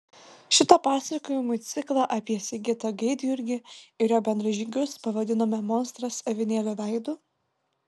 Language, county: Lithuanian, Vilnius